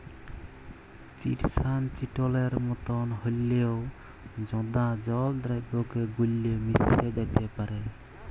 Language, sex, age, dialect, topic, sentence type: Bengali, male, 31-35, Jharkhandi, agriculture, statement